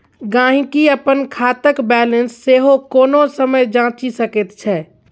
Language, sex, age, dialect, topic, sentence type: Maithili, female, 41-45, Bajjika, banking, statement